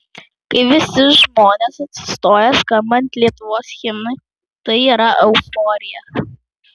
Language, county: Lithuanian, Klaipėda